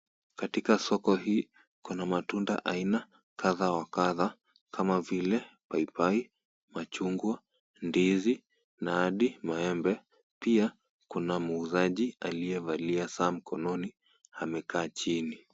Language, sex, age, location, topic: Swahili, female, 25-35, Kisumu, finance